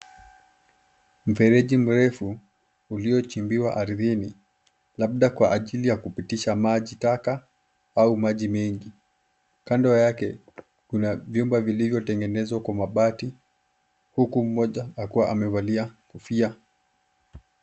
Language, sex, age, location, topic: Swahili, male, 18-24, Nairobi, government